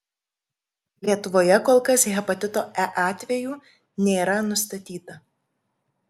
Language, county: Lithuanian, Kaunas